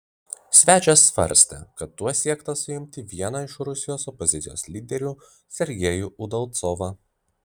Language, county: Lithuanian, Vilnius